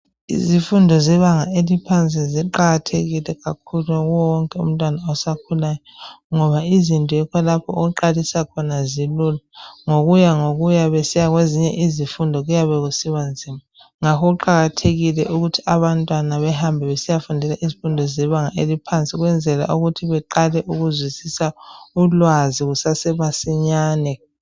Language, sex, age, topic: North Ndebele, female, 25-35, education